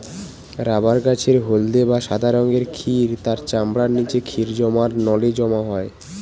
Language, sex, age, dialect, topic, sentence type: Bengali, male, 18-24, Western, agriculture, statement